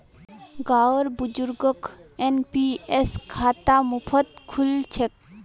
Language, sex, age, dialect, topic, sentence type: Magahi, female, 18-24, Northeastern/Surjapuri, banking, statement